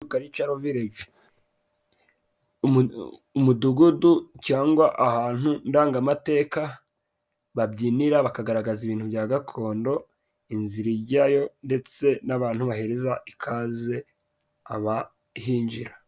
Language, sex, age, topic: Kinyarwanda, male, 18-24, government